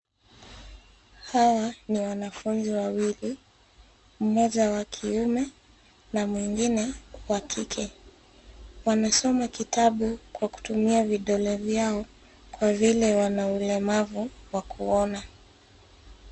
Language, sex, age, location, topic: Swahili, female, 25-35, Nairobi, education